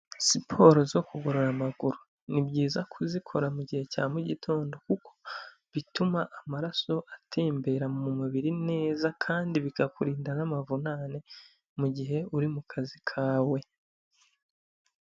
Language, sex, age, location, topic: Kinyarwanda, male, 25-35, Huye, health